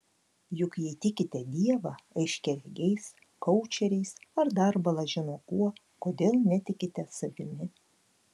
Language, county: Lithuanian, Klaipėda